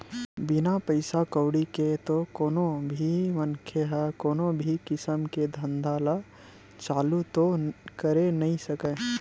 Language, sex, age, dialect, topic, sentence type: Chhattisgarhi, male, 25-30, Western/Budati/Khatahi, banking, statement